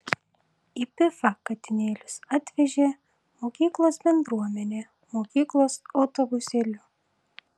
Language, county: Lithuanian, Tauragė